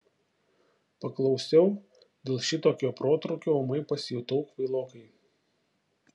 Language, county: Lithuanian, Šiauliai